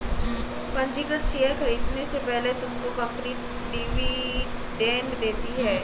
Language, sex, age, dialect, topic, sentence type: Hindi, female, 18-24, Marwari Dhudhari, banking, statement